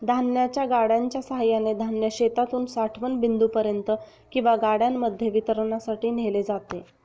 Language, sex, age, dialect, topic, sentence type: Marathi, female, 31-35, Standard Marathi, agriculture, statement